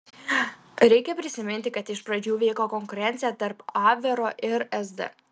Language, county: Lithuanian, Klaipėda